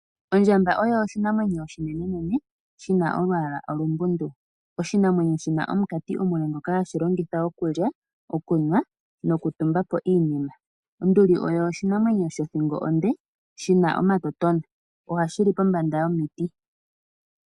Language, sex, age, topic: Oshiwambo, female, 18-24, agriculture